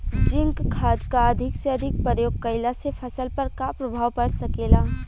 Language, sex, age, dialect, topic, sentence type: Bhojpuri, female, <18, Western, agriculture, question